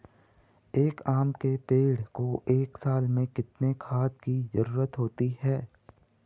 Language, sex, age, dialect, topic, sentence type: Hindi, female, 18-24, Garhwali, agriculture, question